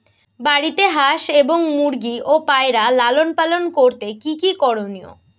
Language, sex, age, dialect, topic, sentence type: Bengali, female, 18-24, Rajbangshi, agriculture, question